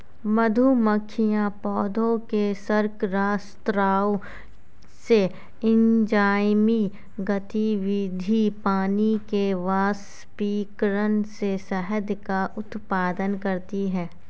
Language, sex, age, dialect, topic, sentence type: Hindi, female, 18-24, Marwari Dhudhari, agriculture, statement